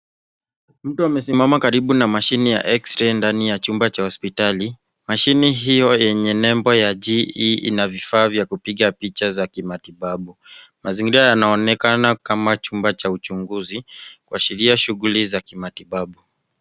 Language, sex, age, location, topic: Swahili, male, 25-35, Nairobi, health